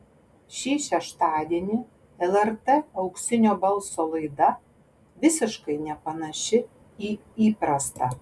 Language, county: Lithuanian, Panevėžys